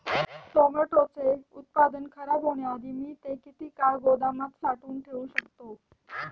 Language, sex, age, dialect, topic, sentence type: Marathi, female, 18-24, Standard Marathi, agriculture, question